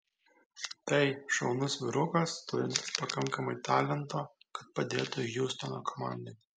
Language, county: Lithuanian, Kaunas